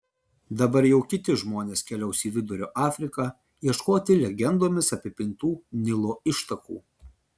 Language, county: Lithuanian, Vilnius